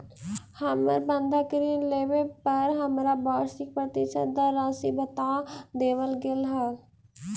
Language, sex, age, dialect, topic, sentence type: Magahi, female, 18-24, Central/Standard, agriculture, statement